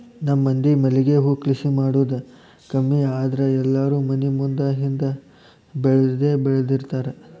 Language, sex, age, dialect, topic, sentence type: Kannada, male, 18-24, Dharwad Kannada, agriculture, statement